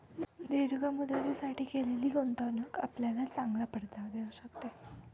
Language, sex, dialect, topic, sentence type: Marathi, female, Standard Marathi, banking, statement